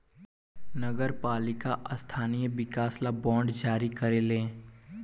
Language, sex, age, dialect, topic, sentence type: Bhojpuri, male, 18-24, Southern / Standard, banking, statement